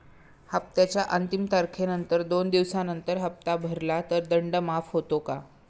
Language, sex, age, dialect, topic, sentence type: Marathi, female, 56-60, Standard Marathi, banking, question